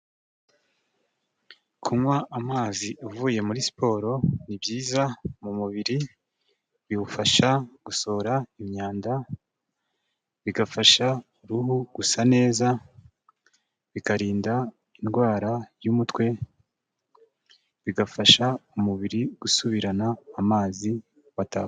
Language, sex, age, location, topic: Kinyarwanda, male, 25-35, Kigali, health